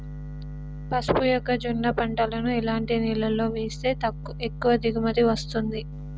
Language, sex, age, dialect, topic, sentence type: Telugu, female, 18-24, Telangana, agriculture, question